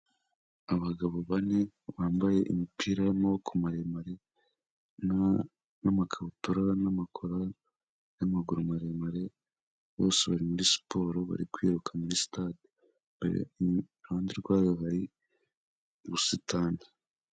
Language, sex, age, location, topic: Kinyarwanda, male, 18-24, Kigali, health